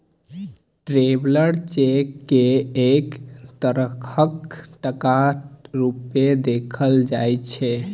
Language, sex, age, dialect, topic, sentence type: Maithili, male, 18-24, Bajjika, banking, statement